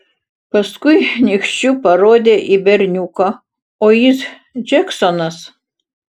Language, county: Lithuanian, Utena